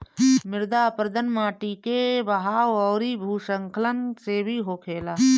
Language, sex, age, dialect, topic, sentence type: Bhojpuri, female, 31-35, Northern, agriculture, statement